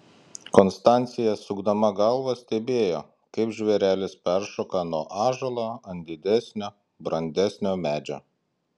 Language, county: Lithuanian, Klaipėda